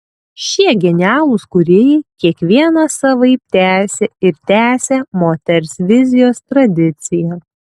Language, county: Lithuanian, Tauragė